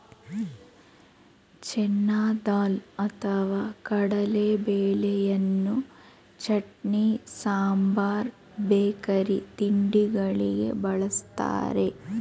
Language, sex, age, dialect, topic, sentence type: Kannada, female, 36-40, Mysore Kannada, agriculture, statement